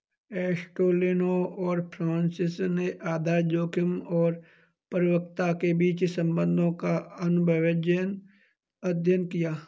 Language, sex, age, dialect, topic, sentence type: Hindi, male, 25-30, Kanauji Braj Bhasha, banking, statement